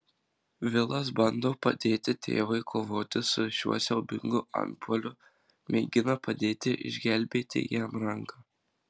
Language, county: Lithuanian, Marijampolė